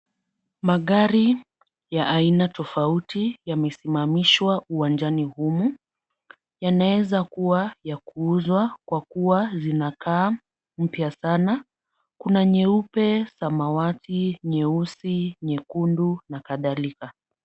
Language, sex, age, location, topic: Swahili, female, 50+, Kisumu, finance